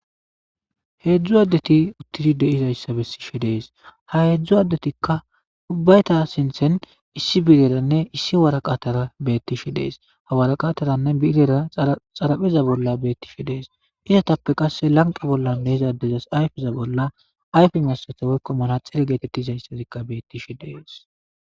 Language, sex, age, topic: Gamo, male, 25-35, government